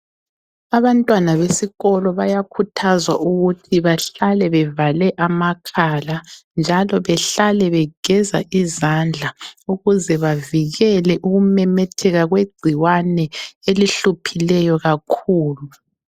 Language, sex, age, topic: North Ndebele, female, 25-35, health